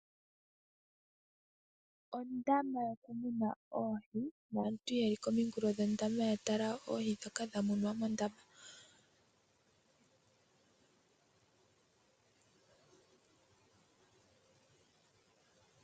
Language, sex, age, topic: Oshiwambo, female, 18-24, agriculture